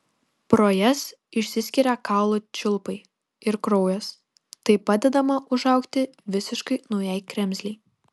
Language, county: Lithuanian, Kaunas